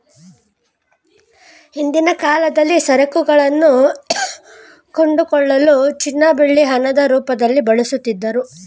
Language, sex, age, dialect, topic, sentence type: Kannada, female, 25-30, Mysore Kannada, banking, statement